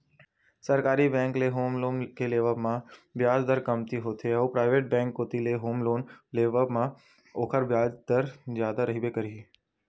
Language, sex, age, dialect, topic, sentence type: Chhattisgarhi, male, 18-24, Western/Budati/Khatahi, banking, statement